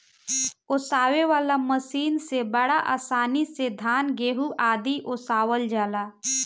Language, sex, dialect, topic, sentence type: Bhojpuri, female, Northern, agriculture, statement